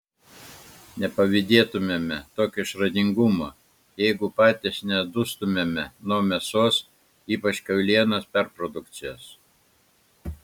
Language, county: Lithuanian, Klaipėda